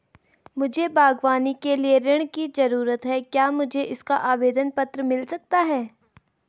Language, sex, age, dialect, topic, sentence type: Hindi, female, 18-24, Garhwali, banking, question